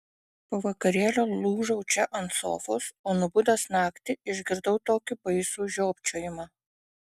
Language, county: Lithuanian, Panevėžys